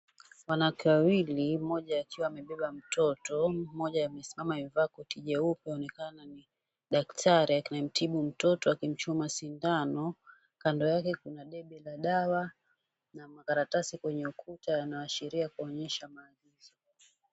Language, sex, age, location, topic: Swahili, female, 36-49, Mombasa, health